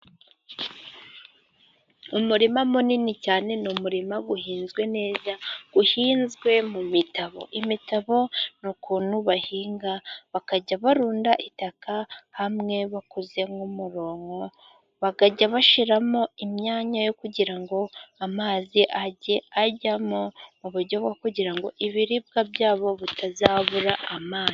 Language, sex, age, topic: Kinyarwanda, female, 18-24, agriculture